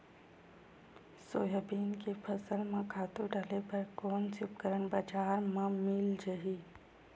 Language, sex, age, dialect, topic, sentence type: Chhattisgarhi, female, 25-30, Western/Budati/Khatahi, agriculture, question